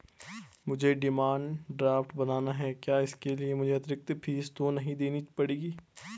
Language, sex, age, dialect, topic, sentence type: Hindi, male, 18-24, Garhwali, banking, question